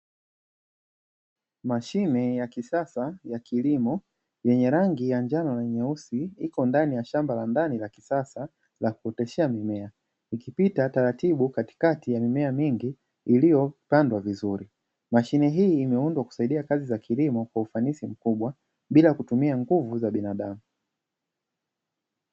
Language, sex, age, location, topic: Swahili, male, 36-49, Dar es Salaam, agriculture